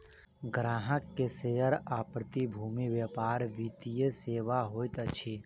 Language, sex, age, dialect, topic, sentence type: Maithili, male, 51-55, Southern/Standard, banking, statement